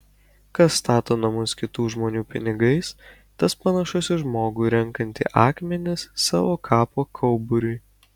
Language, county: Lithuanian, Kaunas